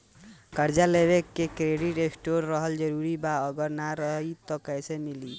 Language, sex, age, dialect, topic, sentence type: Bhojpuri, male, 18-24, Southern / Standard, banking, question